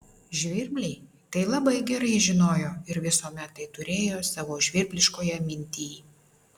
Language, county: Lithuanian, Vilnius